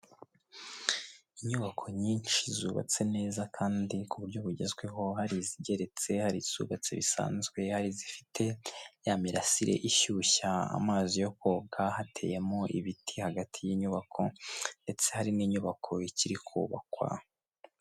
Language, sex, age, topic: Kinyarwanda, male, 18-24, government